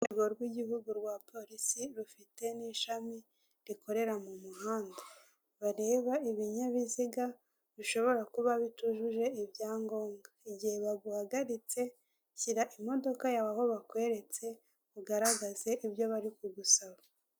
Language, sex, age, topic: Kinyarwanda, female, 18-24, government